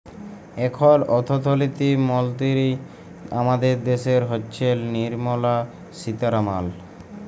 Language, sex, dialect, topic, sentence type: Bengali, male, Jharkhandi, banking, statement